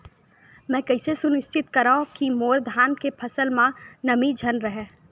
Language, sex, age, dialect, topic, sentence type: Chhattisgarhi, female, 18-24, Western/Budati/Khatahi, agriculture, question